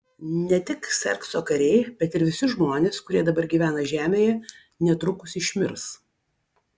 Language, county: Lithuanian, Vilnius